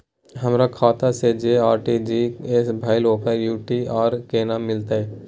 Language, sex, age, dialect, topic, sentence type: Maithili, male, 18-24, Bajjika, banking, question